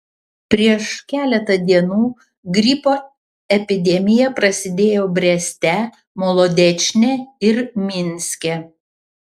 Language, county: Lithuanian, Panevėžys